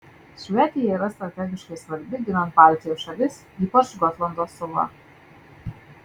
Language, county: Lithuanian, Marijampolė